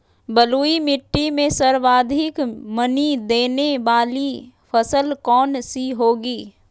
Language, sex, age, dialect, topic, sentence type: Magahi, female, 31-35, Western, agriculture, question